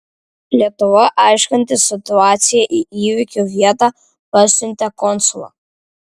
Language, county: Lithuanian, Vilnius